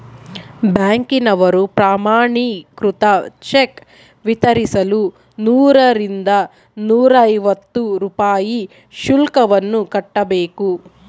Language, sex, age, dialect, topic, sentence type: Kannada, female, 25-30, Central, banking, statement